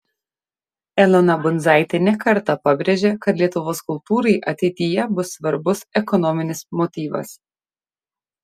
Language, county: Lithuanian, Šiauliai